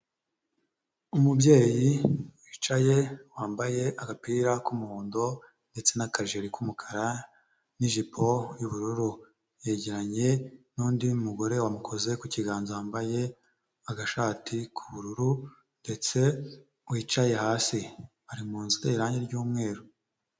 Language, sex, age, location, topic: Kinyarwanda, male, 25-35, Huye, health